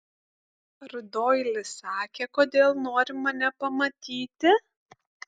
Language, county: Lithuanian, Kaunas